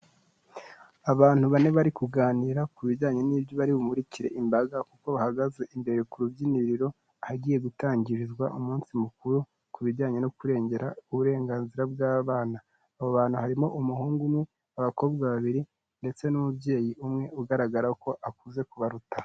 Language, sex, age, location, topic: Kinyarwanda, male, 18-24, Kigali, health